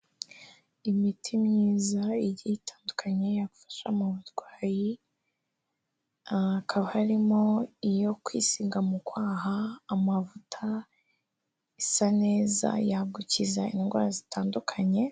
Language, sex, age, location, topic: Kinyarwanda, female, 36-49, Kigali, health